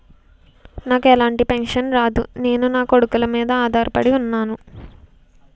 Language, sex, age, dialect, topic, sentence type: Telugu, female, 18-24, Utterandhra, banking, question